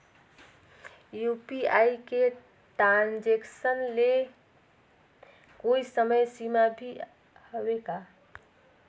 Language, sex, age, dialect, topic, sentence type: Chhattisgarhi, female, 36-40, Northern/Bhandar, banking, question